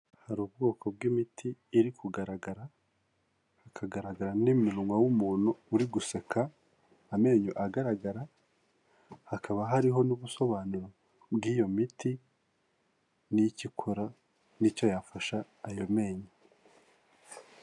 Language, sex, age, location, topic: Kinyarwanda, male, 25-35, Kigali, health